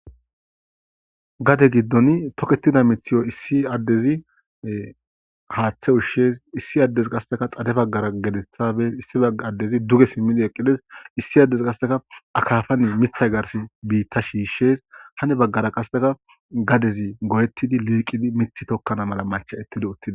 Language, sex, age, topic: Gamo, male, 25-35, agriculture